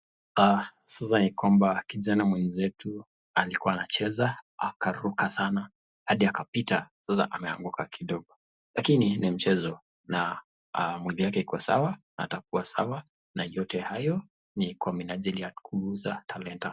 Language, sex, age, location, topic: Swahili, male, 25-35, Nakuru, government